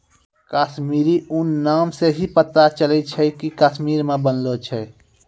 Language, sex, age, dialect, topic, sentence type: Maithili, male, 18-24, Angika, agriculture, statement